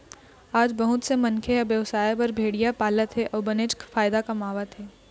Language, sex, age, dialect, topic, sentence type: Chhattisgarhi, female, 18-24, Eastern, agriculture, statement